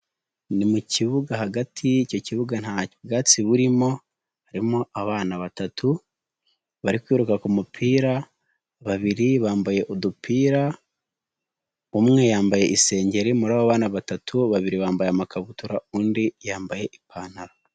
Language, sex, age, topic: Kinyarwanda, female, 25-35, government